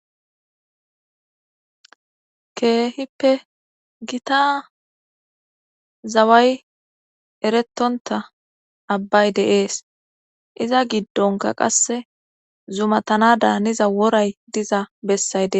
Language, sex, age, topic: Gamo, female, 25-35, government